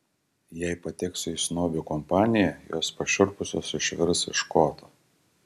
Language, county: Lithuanian, Tauragė